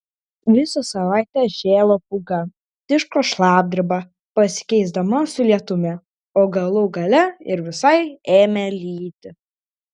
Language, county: Lithuanian, Klaipėda